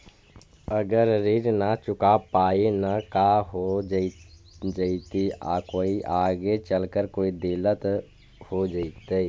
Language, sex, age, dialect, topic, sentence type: Magahi, male, 51-55, Central/Standard, banking, question